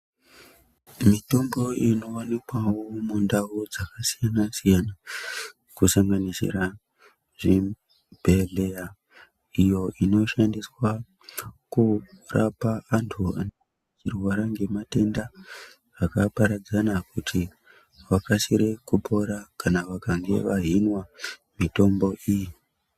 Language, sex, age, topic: Ndau, male, 25-35, health